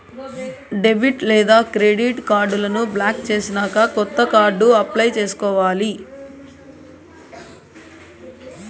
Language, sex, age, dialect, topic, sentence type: Telugu, female, 31-35, Southern, banking, statement